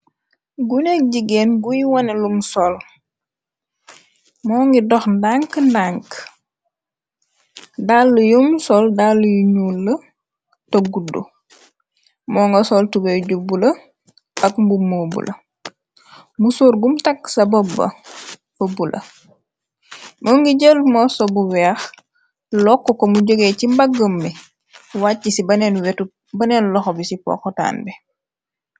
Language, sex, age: Wolof, female, 25-35